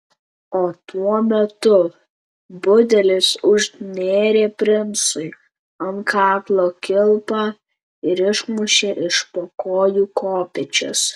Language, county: Lithuanian, Tauragė